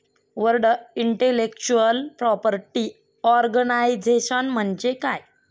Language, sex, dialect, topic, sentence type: Marathi, female, Standard Marathi, banking, statement